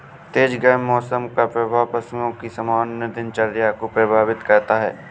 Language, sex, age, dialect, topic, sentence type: Hindi, male, 18-24, Awadhi Bundeli, agriculture, statement